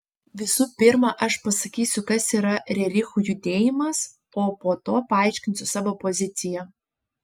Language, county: Lithuanian, Panevėžys